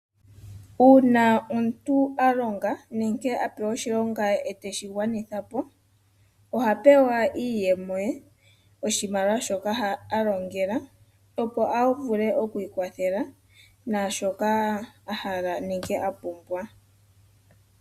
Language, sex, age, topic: Oshiwambo, female, 25-35, finance